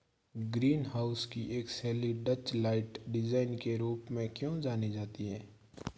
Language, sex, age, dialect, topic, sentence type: Hindi, male, 46-50, Marwari Dhudhari, agriculture, statement